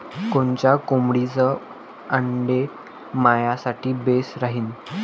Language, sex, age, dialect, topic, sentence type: Marathi, male, <18, Varhadi, agriculture, question